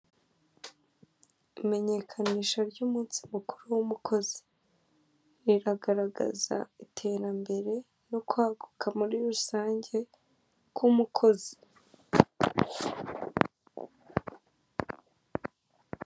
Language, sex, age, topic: Kinyarwanda, female, 18-24, government